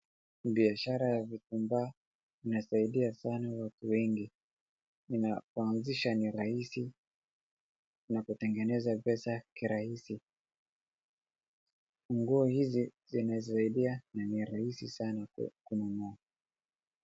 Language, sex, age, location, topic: Swahili, male, 25-35, Wajir, finance